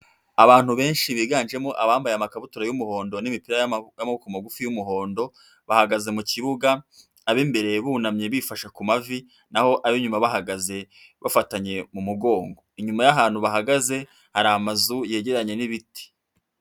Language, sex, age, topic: Kinyarwanda, female, 50+, government